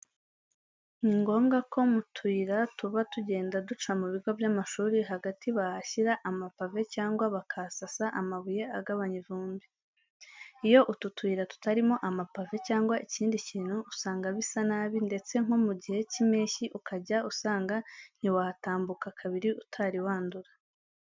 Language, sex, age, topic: Kinyarwanda, female, 18-24, education